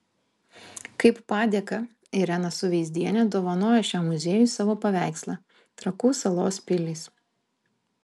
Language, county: Lithuanian, Vilnius